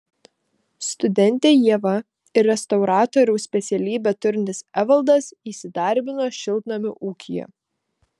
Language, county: Lithuanian, Vilnius